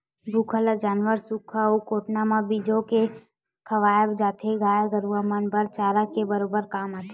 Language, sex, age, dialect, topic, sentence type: Chhattisgarhi, female, 18-24, Western/Budati/Khatahi, agriculture, statement